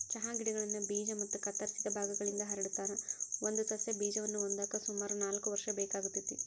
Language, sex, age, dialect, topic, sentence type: Kannada, female, 25-30, Dharwad Kannada, agriculture, statement